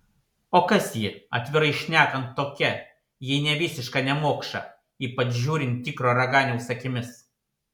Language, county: Lithuanian, Panevėžys